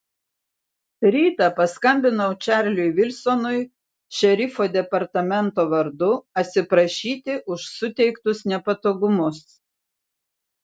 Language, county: Lithuanian, Vilnius